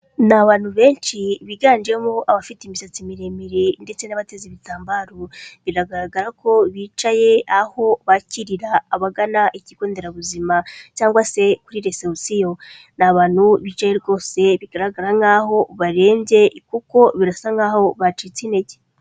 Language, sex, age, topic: Kinyarwanda, female, 25-35, health